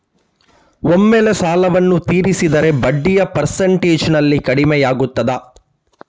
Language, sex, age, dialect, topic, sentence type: Kannada, male, 31-35, Coastal/Dakshin, banking, question